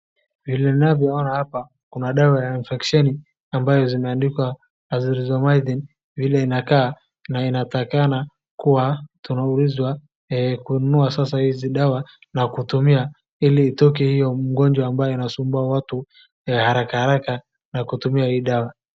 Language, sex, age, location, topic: Swahili, male, 18-24, Wajir, health